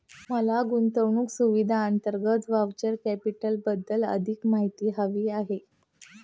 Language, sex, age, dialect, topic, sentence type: Marathi, female, 36-40, Standard Marathi, banking, statement